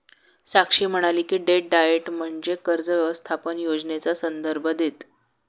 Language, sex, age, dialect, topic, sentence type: Marathi, male, 56-60, Standard Marathi, banking, statement